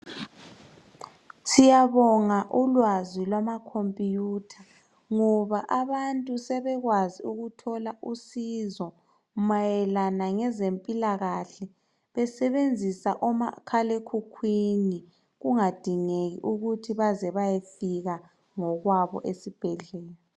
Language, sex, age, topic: North Ndebele, male, 25-35, health